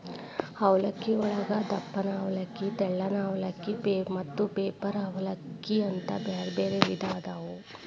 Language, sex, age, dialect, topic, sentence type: Kannada, female, 36-40, Dharwad Kannada, agriculture, statement